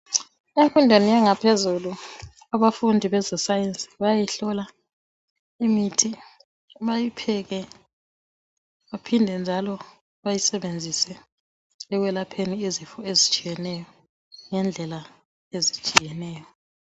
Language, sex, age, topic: North Ndebele, female, 36-49, education